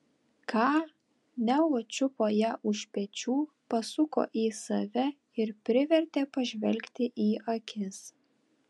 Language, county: Lithuanian, Telšiai